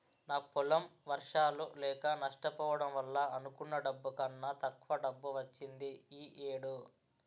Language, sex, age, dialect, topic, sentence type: Telugu, male, 18-24, Utterandhra, banking, statement